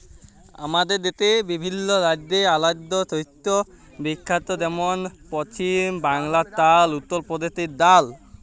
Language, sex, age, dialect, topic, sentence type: Bengali, male, 18-24, Jharkhandi, agriculture, statement